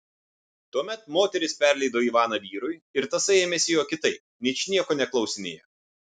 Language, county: Lithuanian, Vilnius